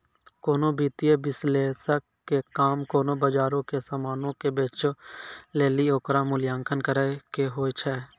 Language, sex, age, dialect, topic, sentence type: Maithili, male, 56-60, Angika, banking, statement